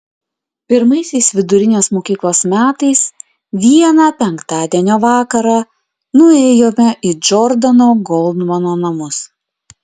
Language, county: Lithuanian, Klaipėda